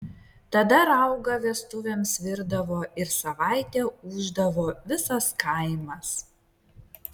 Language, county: Lithuanian, Vilnius